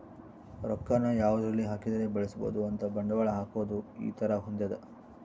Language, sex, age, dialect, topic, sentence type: Kannada, male, 60-100, Central, banking, statement